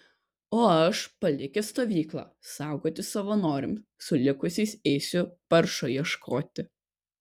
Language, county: Lithuanian, Kaunas